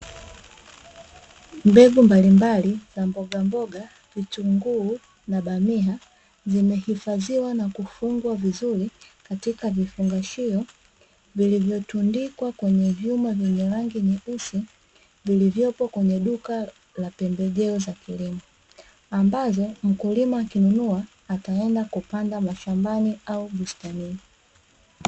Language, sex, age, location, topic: Swahili, female, 25-35, Dar es Salaam, agriculture